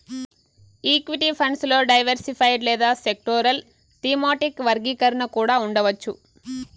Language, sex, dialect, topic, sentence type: Telugu, female, Southern, banking, statement